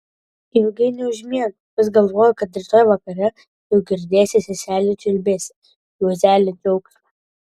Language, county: Lithuanian, Vilnius